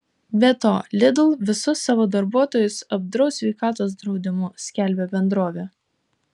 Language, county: Lithuanian, Kaunas